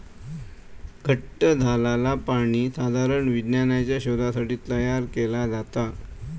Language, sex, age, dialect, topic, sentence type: Marathi, male, 18-24, Southern Konkan, agriculture, statement